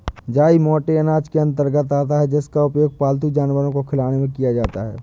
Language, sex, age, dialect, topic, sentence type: Hindi, male, 18-24, Awadhi Bundeli, agriculture, statement